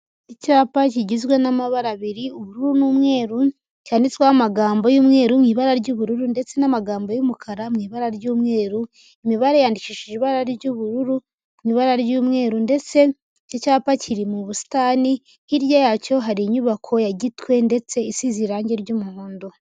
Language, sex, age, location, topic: Kinyarwanda, female, 18-24, Huye, agriculture